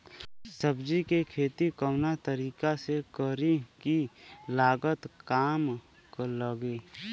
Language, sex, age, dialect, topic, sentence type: Bhojpuri, male, 18-24, Western, agriculture, question